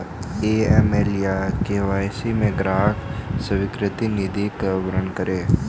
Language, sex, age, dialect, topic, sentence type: Hindi, male, 18-24, Hindustani Malvi Khadi Boli, banking, question